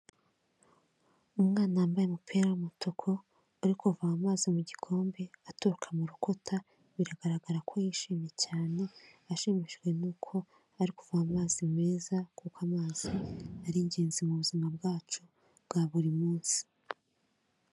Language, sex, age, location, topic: Kinyarwanda, female, 25-35, Kigali, health